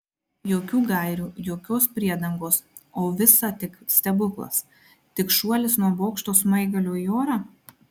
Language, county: Lithuanian, Marijampolė